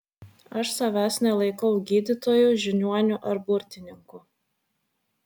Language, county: Lithuanian, Vilnius